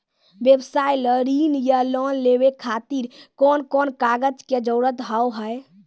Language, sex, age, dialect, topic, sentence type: Maithili, female, 18-24, Angika, banking, question